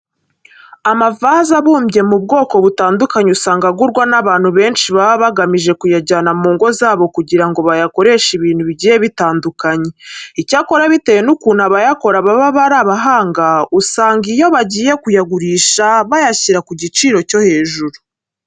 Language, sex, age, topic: Kinyarwanda, female, 18-24, education